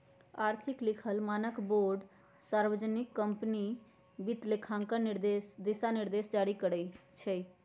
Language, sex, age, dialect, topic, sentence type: Magahi, female, 18-24, Western, banking, statement